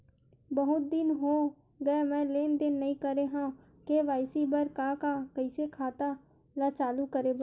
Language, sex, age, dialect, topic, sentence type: Chhattisgarhi, female, 25-30, Western/Budati/Khatahi, banking, question